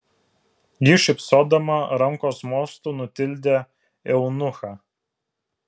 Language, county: Lithuanian, Vilnius